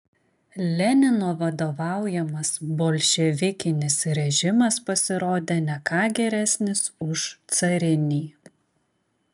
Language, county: Lithuanian, Klaipėda